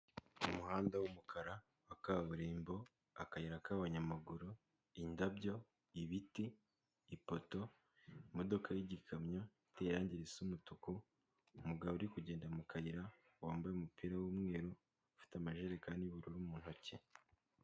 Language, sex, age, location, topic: Kinyarwanda, male, 18-24, Kigali, government